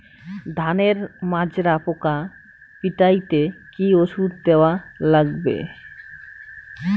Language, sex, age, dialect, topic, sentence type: Bengali, male, 25-30, Rajbangshi, agriculture, question